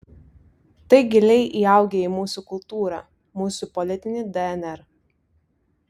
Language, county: Lithuanian, Vilnius